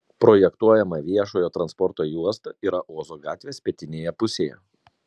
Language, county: Lithuanian, Kaunas